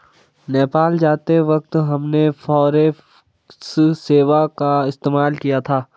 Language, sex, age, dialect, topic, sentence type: Hindi, male, 18-24, Hindustani Malvi Khadi Boli, banking, statement